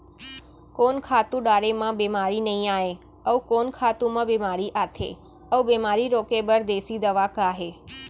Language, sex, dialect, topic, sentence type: Chhattisgarhi, female, Central, agriculture, question